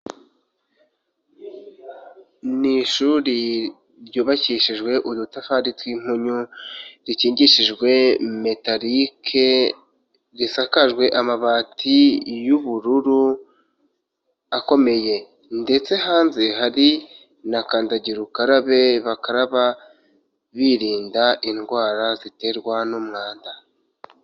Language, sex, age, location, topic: Kinyarwanda, male, 25-35, Nyagatare, education